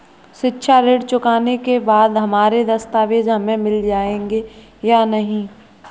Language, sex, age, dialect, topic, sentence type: Hindi, male, 18-24, Kanauji Braj Bhasha, banking, question